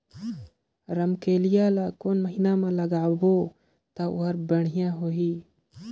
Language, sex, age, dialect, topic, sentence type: Chhattisgarhi, male, 18-24, Northern/Bhandar, agriculture, question